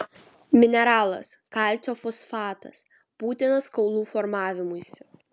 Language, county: Lithuanian, Vilnius